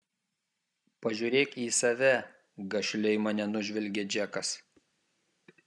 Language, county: Lithuanian, Kaunas